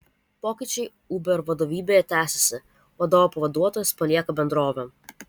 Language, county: Lithuanian, Vilnius